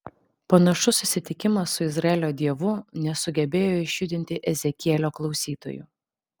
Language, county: Lithuanian, Vilnius